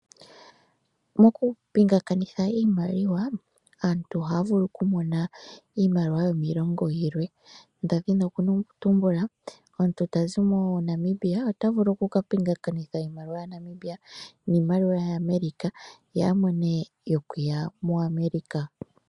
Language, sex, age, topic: Oshiwambo, female, 25-35, finance